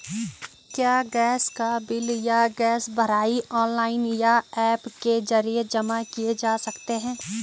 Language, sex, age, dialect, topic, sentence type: Hindi, female, 25-30, Garhwali, banking, question